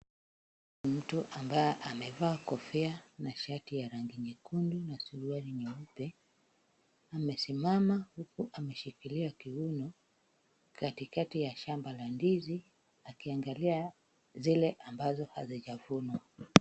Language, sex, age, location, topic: Swahili, female, 36-49, Kisumu, agriculture